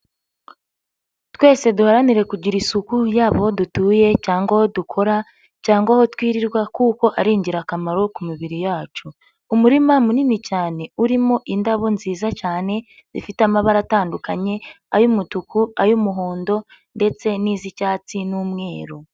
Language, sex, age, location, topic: Kinyarwanda, female, 50+, Nyagatare, agriculture